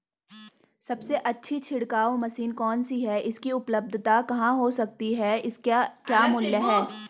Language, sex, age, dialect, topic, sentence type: Hindi, female, 18-24, Garhwali, agriculture, question